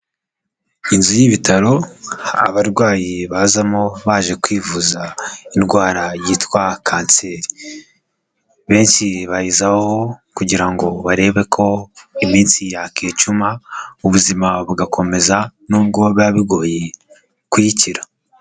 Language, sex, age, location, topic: Kinyarwanda, male, 18-24, Kigali, health